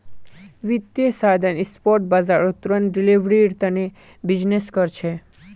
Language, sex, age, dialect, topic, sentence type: Magahi, male, 18-24, Northeastern/Surjapuri, banking, statement